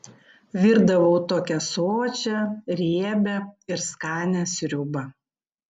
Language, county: Lithuanian, Panevėžys